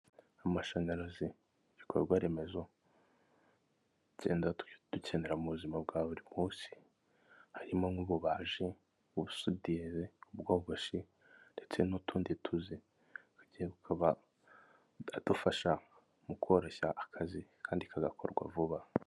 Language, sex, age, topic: Kinyarwanda, male, 25-35, government